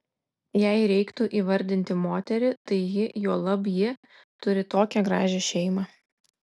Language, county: Lithuanian, Klaipėda